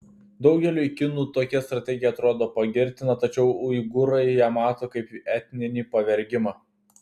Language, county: Lithuanian, Telšiai